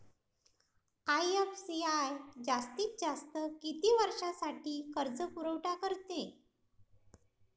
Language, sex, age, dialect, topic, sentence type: Marathi, female, 31-35, Varhadi, agriculture, question